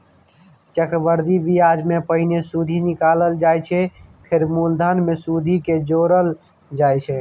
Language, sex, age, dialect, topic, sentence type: Maithili, male, 25-30, Bajjika, banking, statement